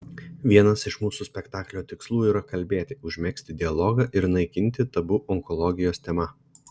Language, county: Lithuanian, Šiauliai